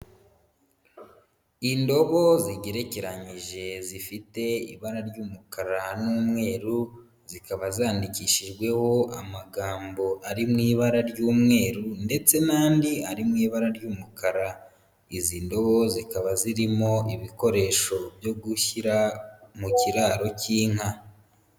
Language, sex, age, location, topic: Kinyarwanda, male, 25-35, Huye, agriculture